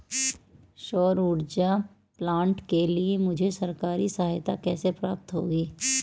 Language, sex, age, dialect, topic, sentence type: Hindi, female, 31-35, Marwari Dhudhari, agriculture, question